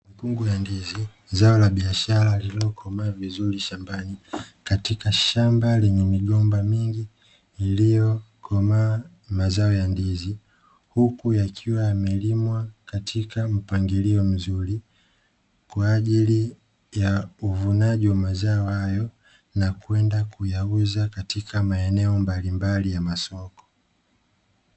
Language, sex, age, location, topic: Swahili, male, 25-35, Dar es Salaam, agriculture